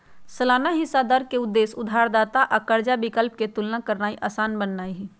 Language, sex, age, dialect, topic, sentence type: Magahi, female, 56-60, Western, banking, statement